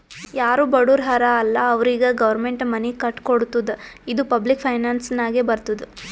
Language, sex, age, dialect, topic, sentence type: Kannada, female, 18-24, Northeastern, banking, statement